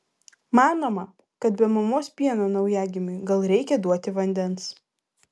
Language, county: Lithuanian, Vilnius